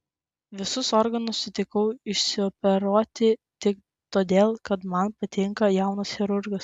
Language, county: Lithuanian, Klaipėda